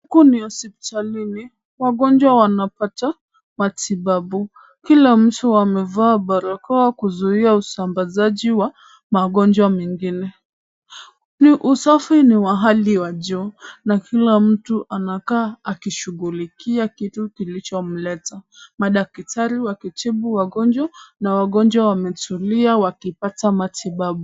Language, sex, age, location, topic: Swahili, male, 18-24, Kisumu, health